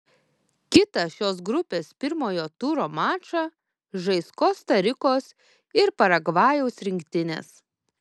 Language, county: Lithuanian, Kaunas